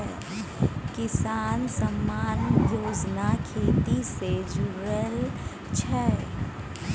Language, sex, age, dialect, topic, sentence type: Maithili, female, 36-40, Bajjika, agriculture, statement